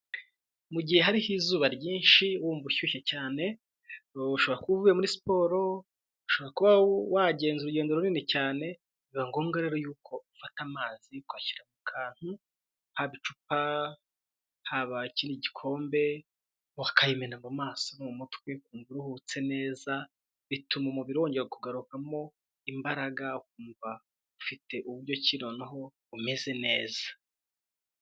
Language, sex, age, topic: Kinyarwanda, male, 25-35, health